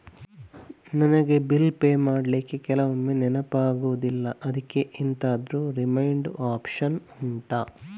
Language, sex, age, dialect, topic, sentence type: Kannada, male, 18-24, Coastal/Dakshin, banking, question